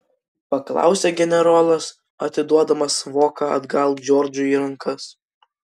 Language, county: Lithuanian, Vilnius